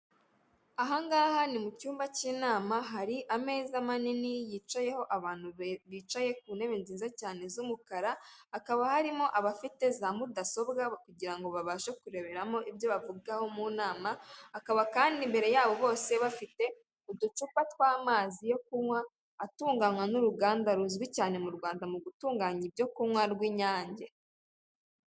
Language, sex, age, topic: Kinyarwanda, female, 18-24, government